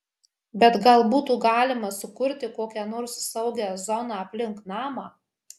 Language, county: Lithuanian, Marijampolė